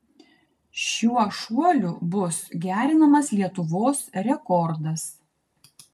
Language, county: Lithuanian, Kaunas